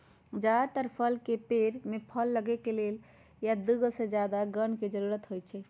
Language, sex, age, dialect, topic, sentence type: Magahi, male, 36-40, Western, agriculture, statement